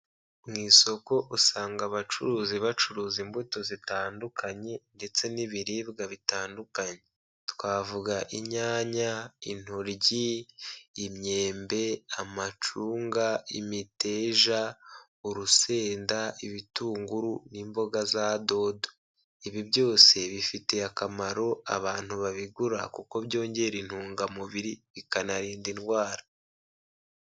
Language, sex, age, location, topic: Kinyarwanda, male, 25-35, Kigali, agriculture